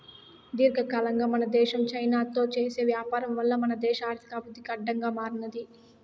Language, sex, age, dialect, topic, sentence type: Telugu, female, 18-24, Southern, banking, statement